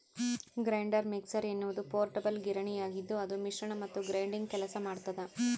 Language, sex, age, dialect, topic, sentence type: Kannada, female, 25-30, Central, agriculture, statement